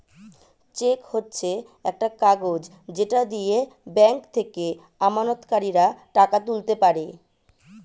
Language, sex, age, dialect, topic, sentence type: Bengali, female, 36-40, Standard Colloquial, banking, statement